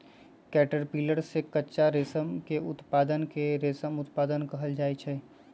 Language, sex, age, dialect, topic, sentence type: Magahi, male, 25-30, Western, agriculture, statement